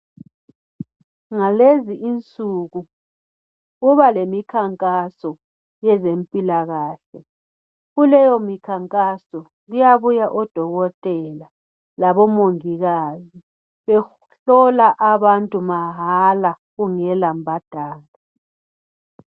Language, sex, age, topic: North Ndebele, male, 18-24, health